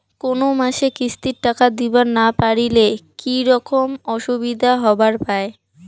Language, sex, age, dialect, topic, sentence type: Bengali, female, 18-24, Rajbangshi, banking, question